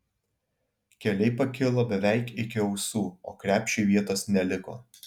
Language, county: Lithuanian, Alytus